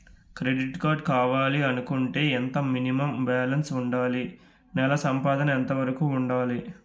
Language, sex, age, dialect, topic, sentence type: Telugu, male, 18-24, Utterandhra, banking, question